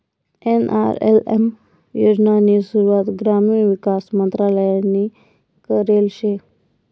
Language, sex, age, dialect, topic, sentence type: Marathi, female, 18-24, Northern Konkan, banking, statement